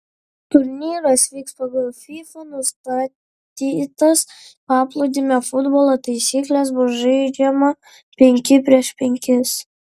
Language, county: Lithuanian, Vilnius